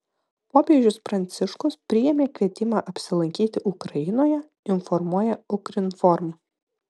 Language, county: Lithuanian, Vilnius